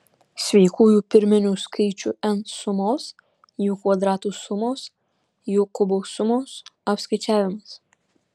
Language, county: Lithuanian, Panevėžys